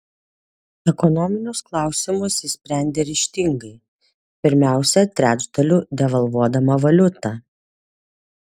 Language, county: Lithuanian, Vilnius